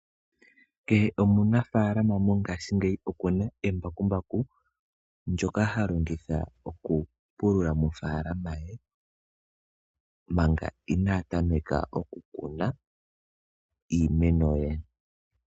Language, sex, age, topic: Oshiwambo, male, 18-24, agriculture